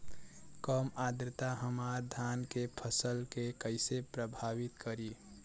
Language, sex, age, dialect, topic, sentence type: Bhojpuri, female, 18-24, Western, agriculture, question